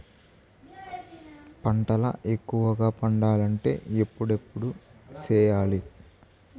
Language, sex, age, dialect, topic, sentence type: Telugu, male, 18-24, Southern, agriculture, question